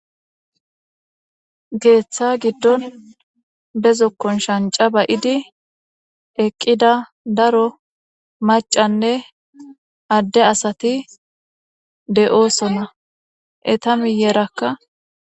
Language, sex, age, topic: Gamo, female, 18-24, government